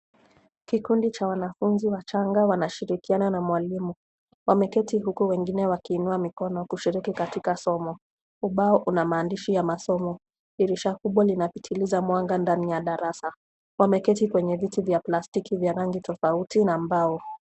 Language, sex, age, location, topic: Swahili, female, 25-35, Nairobi, education